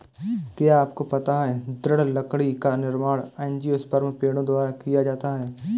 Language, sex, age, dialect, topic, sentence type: Hindi, male, 18-24, Awadhi Bundeli, agriculture, statement